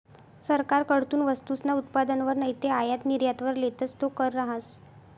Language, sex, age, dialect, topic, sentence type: Marathi, female, 51-55, Northern Konkan, banking, statement